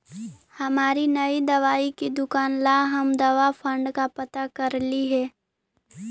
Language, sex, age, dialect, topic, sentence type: Magahi, female, 18-24, Central/Standard, agriculture, statement